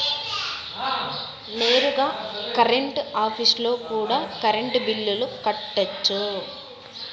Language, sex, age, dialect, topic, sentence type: Telugu, female, 18-24, Southern, banking, statement